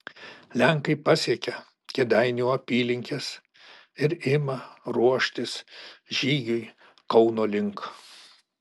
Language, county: Lithuanian, Alytus